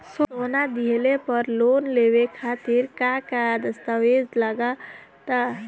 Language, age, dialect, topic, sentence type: Bhojpuri, 18-24, Southern / Standard, banking, question